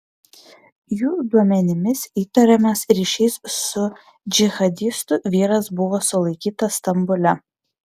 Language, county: Lithuanian, Vilnius